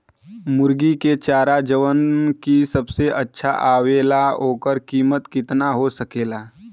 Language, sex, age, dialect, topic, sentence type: Bhojpuri, male, 18-24, Western, agriculture, question